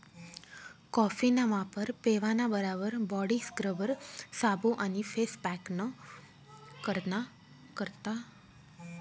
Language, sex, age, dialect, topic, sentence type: Marathi, female, 25-30, Northern Konkan, agriculture, statement